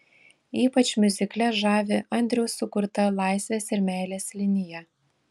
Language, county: Lithuanian, Šiauliai